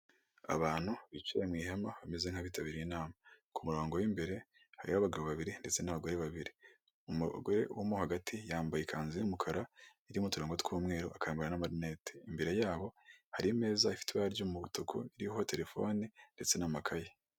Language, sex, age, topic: Kinyarwanda, female, 18-24, government